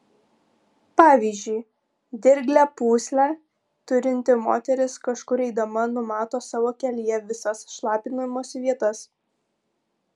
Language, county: Lithuanian, Kaunas